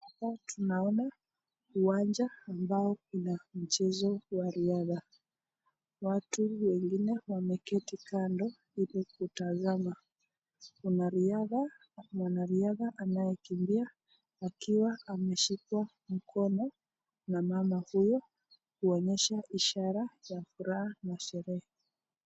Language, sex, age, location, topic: Swahili, female, 25-35, Nakuru, education